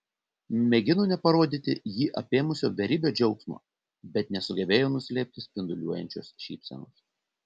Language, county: Lithuanian, Panevėžys